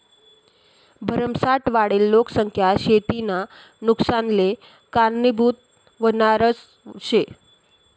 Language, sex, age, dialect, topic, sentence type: Marathi, female, 36-40, Northern Konkan, agriculture, statement